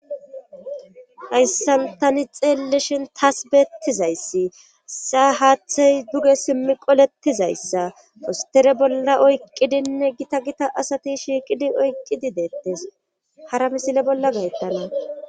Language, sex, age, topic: Gamo, female, 25-35, government